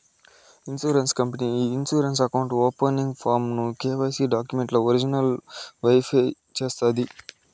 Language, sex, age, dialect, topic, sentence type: Telugu, male, 60-100, Southern, banking, statement